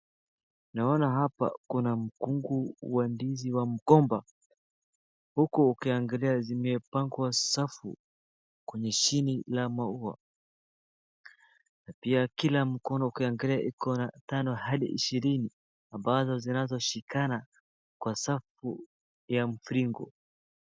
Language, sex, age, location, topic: Swahili, male, 18-24, Wajir, agriculture